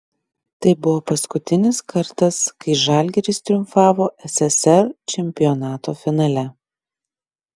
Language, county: Lithuanian, Klaipėda